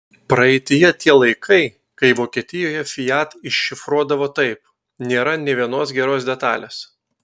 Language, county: Lithuanian, Telšiai